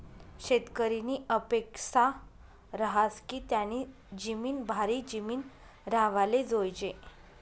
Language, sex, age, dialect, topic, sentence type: Marathi, female, 31-35, Northern Konkan, agriculture, statement